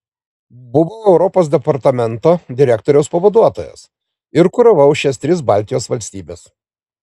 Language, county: Lithuanian, Vilnius